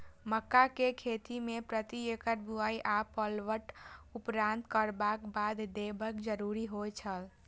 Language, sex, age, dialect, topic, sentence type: Maithili, female, 18-24, Eastern / Thethi, agriculture, question